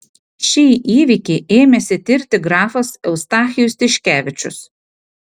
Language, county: Lithuanian, Panevėžys